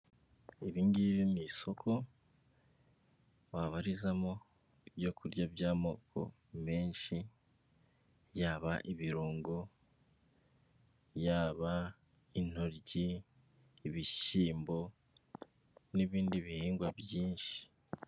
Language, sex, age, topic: Kinyarwanda, female, 18-24, finance